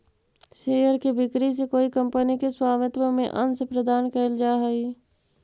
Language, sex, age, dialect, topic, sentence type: Magahi, female, 41-45, Central/Standard, banking, statement